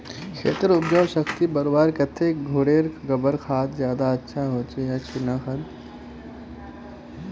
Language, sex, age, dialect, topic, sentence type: Magahi, male, 25-30, Northeastern/Surjapuri, agriculture, question